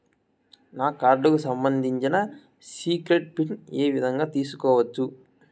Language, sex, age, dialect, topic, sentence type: Telugu, male, 18-24, Southern, banking, question